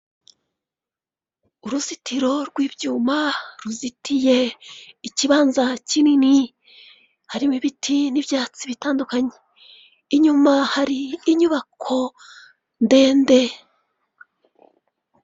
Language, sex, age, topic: Kinyarwanda, female, 36-49, government